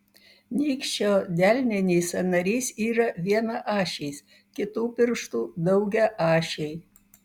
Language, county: Lithuanian, Vilnius